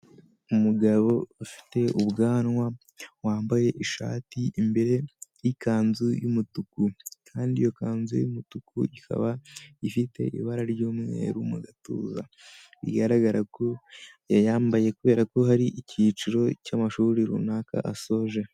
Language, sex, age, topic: Kinyarwanda, male, 18-24, government